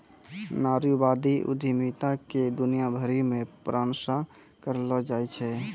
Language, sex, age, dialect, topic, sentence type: Maithili, female, 25-30, Angika, banking, statement